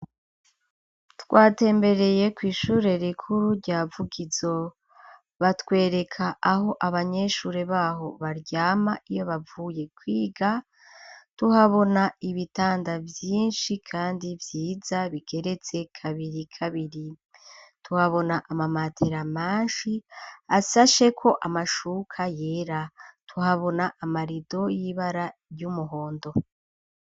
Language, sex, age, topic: Rundi, female, 36-49, education